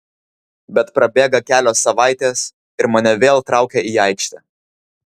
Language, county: Lithuanian, Vilnius